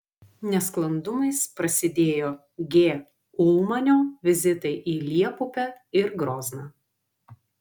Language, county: Lithuanian, Vilnius